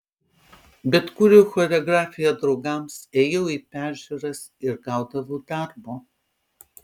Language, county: Lithuanian, Panevėžys